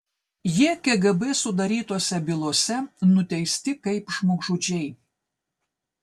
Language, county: Lithuanian, Telšiai